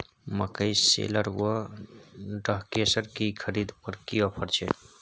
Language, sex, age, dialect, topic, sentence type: Maithili, male, 18-24, Bajjika, agriculture, question